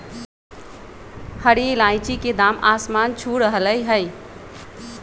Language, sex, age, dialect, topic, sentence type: Magahi, female, 31-35, Western, agriculture, statement